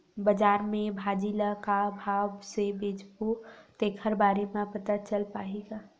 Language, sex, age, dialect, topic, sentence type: Chhattisgarhi, female, 18-24, Western/Budati/Khatahi, agriculture, question